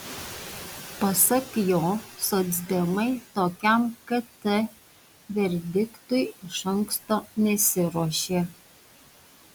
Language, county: Lithuanian, Panevėžys